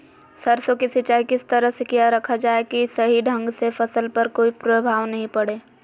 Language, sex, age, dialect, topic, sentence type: Magahi, female, 56-60, Southern, agriculture, question